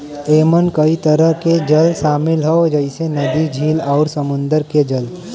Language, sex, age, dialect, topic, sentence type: Bhojpuri, male, 18-24, Western, agriculture, statement